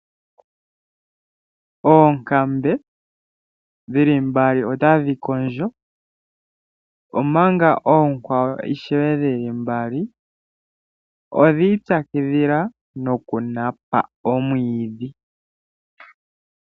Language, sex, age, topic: Oshiwambo, male, 25-35, agriculture